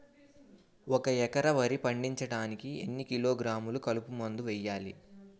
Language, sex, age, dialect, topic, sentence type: Telugu, male, 18-24, Utterandhra, agriculture, question